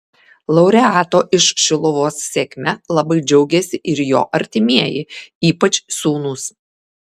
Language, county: Lithuanian, Kaunas